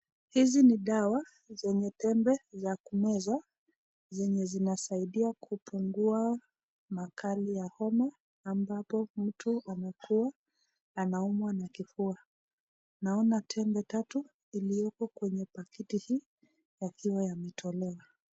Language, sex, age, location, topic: Swahili, female, 36-49, Nakuru, health